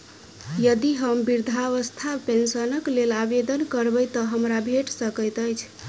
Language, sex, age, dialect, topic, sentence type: Maithili, male, 31-35, Southern/Standard, banking, question